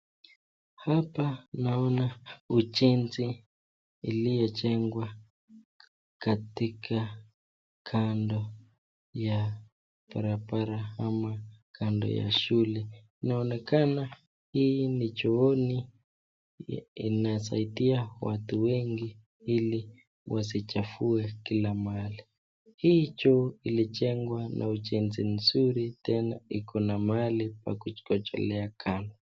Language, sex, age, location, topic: Swahili, male, 25-35, Nakuru, health